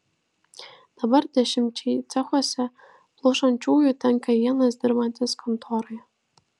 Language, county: Lithuanian, Vilnius